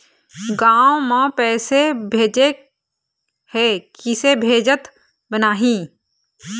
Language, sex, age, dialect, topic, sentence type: Chhattisgarhi, female, 31-35, Eastern, banking, question